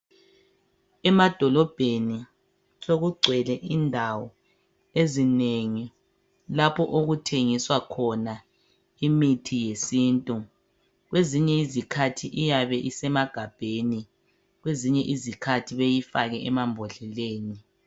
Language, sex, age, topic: North Ndebele, male, 36-49, health